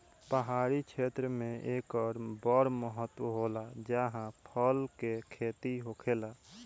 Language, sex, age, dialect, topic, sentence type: Bhojpuri, male, 18-24, Southern / Standard, agriculture, statement